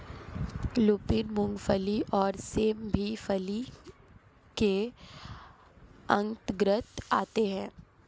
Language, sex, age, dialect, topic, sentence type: Hindi, female, 18-24, Marwari Dhudhari, agriculture, statement